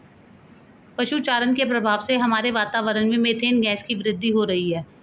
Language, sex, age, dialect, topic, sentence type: Hindi, male, 36-40, Hindustani Malvi Khadi Boli, agriculture, statement